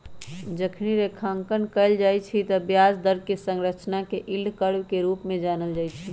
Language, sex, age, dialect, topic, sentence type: Magahi, female, 25-30, Western, banking, statement